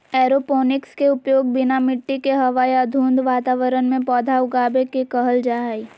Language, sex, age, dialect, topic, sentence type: Magahi, female, 41-45, Southern, agriculture, statement